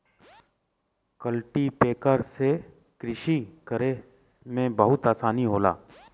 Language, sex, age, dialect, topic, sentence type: Bhojpuri, male, 36-40, Western, agriculture, statement